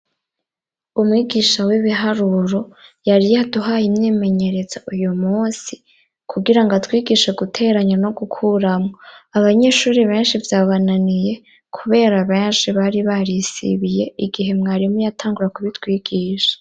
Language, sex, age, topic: Rundi, female, 25-35, education